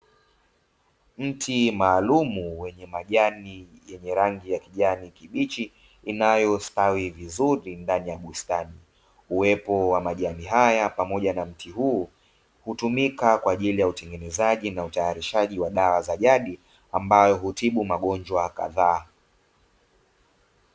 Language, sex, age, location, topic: Swahili, male, 25-35, Dar es Salaam, health